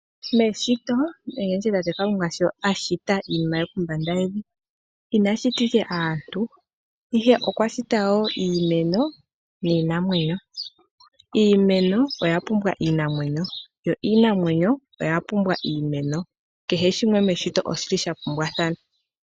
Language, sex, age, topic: Oshiwambo, female, 25-35, agriculture